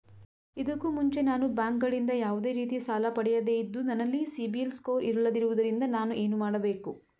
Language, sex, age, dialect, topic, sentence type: Kannada, female, 25-30, Mysore Kannada, banking, question